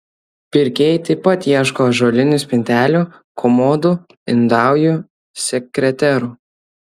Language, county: Lithuanian, Kaunas